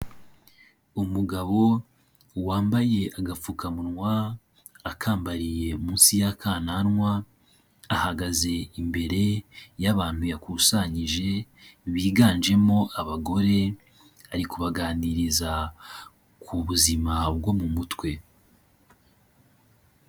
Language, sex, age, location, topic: Kinyarwanda, male, 25-35, Kigali, health